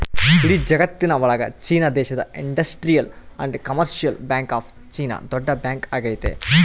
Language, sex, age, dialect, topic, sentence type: Kannada, male, 31-35, Central, banking, statement